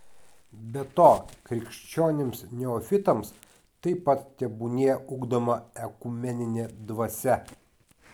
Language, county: Lithuanian, Kaunas